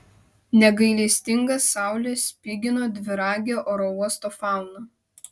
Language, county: Lithuanian, Vilnius